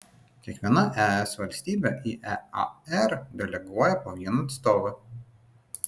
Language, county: Lithuanian, Vilnius